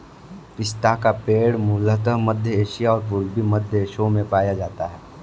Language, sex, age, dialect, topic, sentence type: Hindi, male, 46-50, Kanauji Braj Bhasha, agriculture, statement